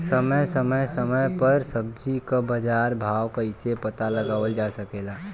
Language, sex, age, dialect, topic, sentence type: Bhojpuri, male, 18-24, Western, agriculture, question